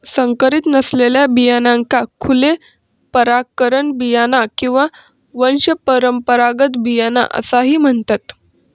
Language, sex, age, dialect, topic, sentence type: Marathi, female, 18-24, Southern Konkan, agriculture, statement